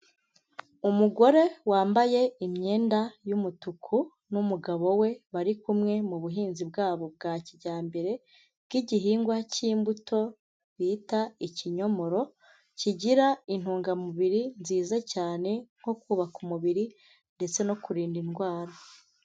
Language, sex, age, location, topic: Kinyarwanda, female, 25-35, Huye, agriculture